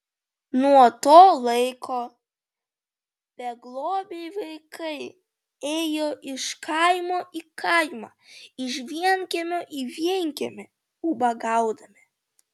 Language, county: Lithuanian, Vilnius